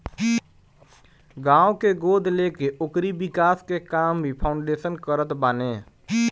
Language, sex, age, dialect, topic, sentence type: Bhojpuri, male, 18-24, Northern, banking, statement